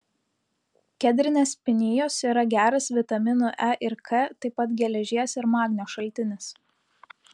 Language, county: Lithuanian, Utena